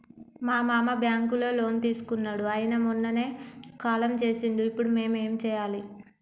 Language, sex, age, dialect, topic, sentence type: Telugu, female, 18-24, Telangana, banking, question